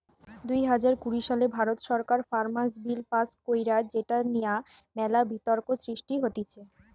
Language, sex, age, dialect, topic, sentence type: Bengali, female, 25-30, Western, agriculture, statement